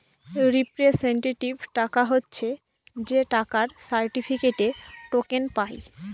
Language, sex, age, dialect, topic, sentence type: Bengali, female, 18-24, Northern/Varendri, banking, statement